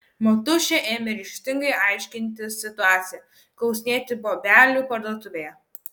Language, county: Lithuanian, Kaunas